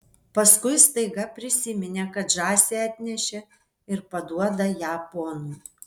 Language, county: Lithuanian, Vilnius